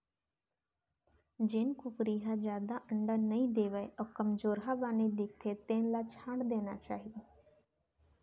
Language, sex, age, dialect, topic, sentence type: Chhattisgarhi, female, 18-24, Central, agriculture, statement